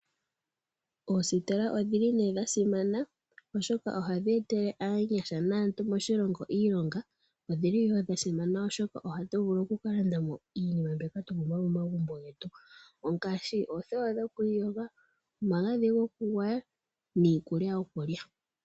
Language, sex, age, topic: Oshiwambo, female, 18-24, finance